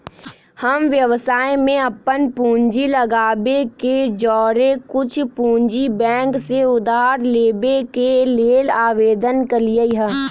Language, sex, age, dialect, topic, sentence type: Magahi, male, 18-24, Western, banking, statement